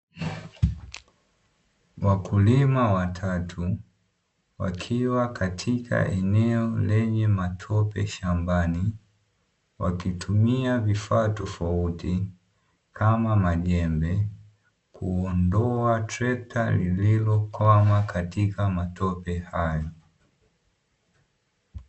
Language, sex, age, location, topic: Swahili, male, 18-24, Dar es Salaam, agriculture